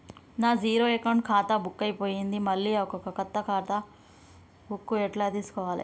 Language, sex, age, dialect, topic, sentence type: Telugu, female, 18-24, Telangana, banking, question